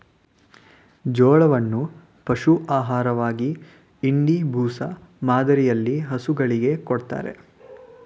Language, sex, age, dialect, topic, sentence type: Kannada, male, 18-24, Mysore Kannada, agriculture, statement